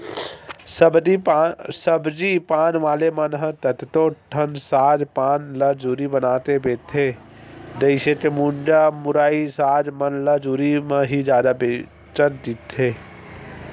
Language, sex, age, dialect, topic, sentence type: Chhattisgarhi, male, 18-24, Western/Budati/Khatahi, agriculture, statement